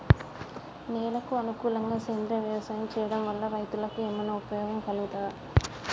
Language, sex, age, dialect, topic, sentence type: Telugu, female, 25-30, Telangana, agriculture, question